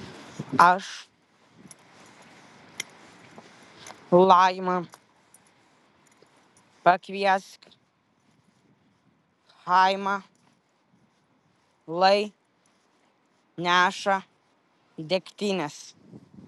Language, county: Lithuanian, Vilnius